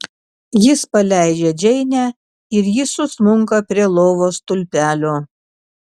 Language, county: Lithuanian, Kaunas